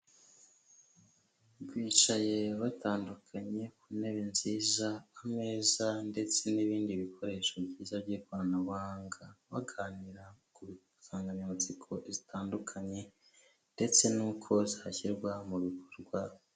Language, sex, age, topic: Kinyarwanda, male, 25-35, finance